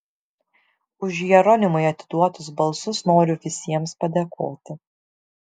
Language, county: Lithuanian, Šiauliai